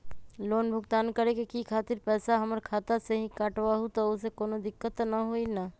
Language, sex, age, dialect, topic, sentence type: Magahi, female, 31-35, Western, banking, question